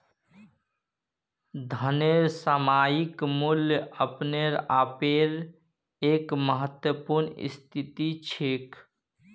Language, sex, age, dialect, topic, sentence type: Magahi, male, 31-35, Northeastern/Surjapuri, banking, statement